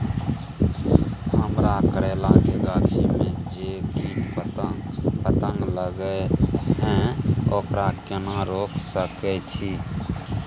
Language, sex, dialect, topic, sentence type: Maithili, male, Bajjika, agriculture, question